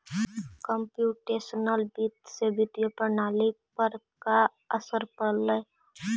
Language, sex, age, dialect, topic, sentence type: Magahi, female, 18-24, Central/Standard, banking, statement